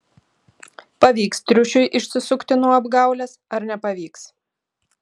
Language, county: Lithuanian, Šiauliai